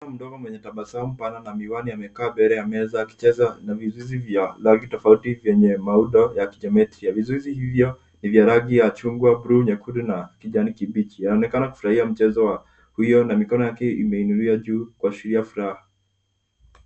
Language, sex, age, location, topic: Swahili, female, 50+, Nairobi, education